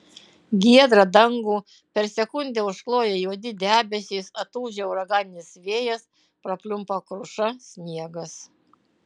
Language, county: Lithuanian, Utena